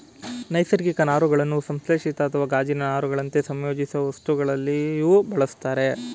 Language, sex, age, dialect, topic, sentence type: Kannada, male, 18-24, Mysore Kannada, agriculture, statement